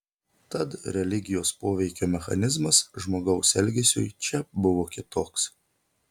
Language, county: Lithuanian, Telšiai